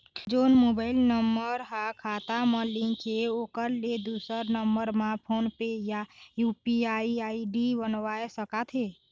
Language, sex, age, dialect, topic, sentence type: Chhattisgarhi, female, 18-24, Eastern, banking, question